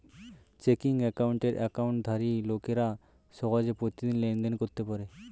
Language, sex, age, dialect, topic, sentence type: Bengali, male, 18-24, Standard Colloquial, banking, statement